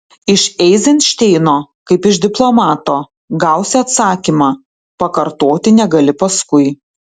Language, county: Lithuanian, Tauragė